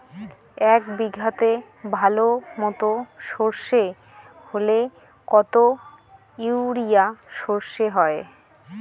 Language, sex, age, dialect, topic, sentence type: Bengali, female, 25-30, Rajbangshi, agriculture, question